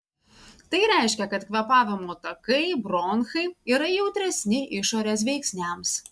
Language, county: Lithuanian, Vilnius